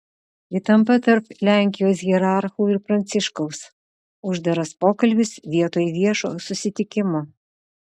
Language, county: Lithuanian, Utena